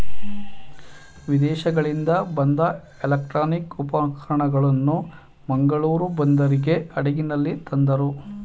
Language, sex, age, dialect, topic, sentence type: Kannada, male, 31-35, Mysore Kannada, banking, statement